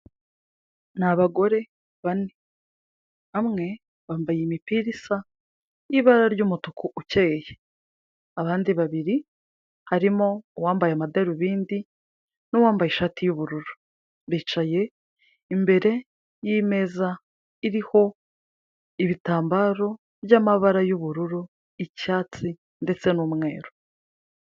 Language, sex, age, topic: Kinyarwanda, female, 25-35, government